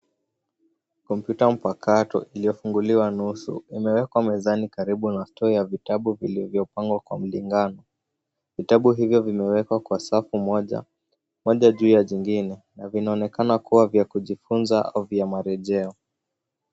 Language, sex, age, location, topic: Swahili, male, 18-24, Nairobi, education